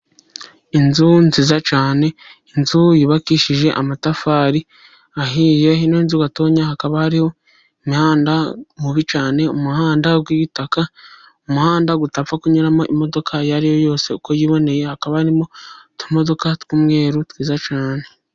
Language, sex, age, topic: Kinyarwanda, female, 25-35, government